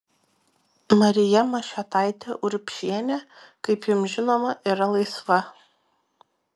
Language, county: Lithuanian, Vilnius